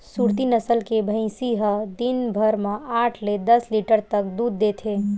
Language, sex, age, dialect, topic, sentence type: Chhattisgarhi, female, 18-24, Western/Budati/Khatahi, agriculture, statement